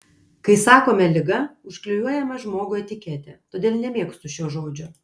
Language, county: Lithuanian, Kaunas